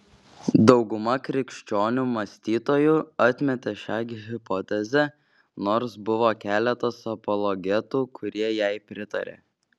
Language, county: Lithuanian, Šiauliai